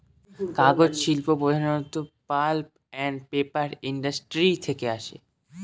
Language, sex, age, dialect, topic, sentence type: Bengali, male, <18, Northern/Varendri, agriculture, statement